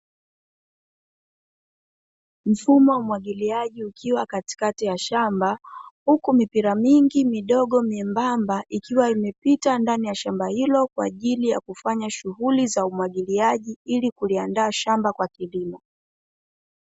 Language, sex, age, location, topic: Swahili, female, 25-35, Dar es Salaam, agriculture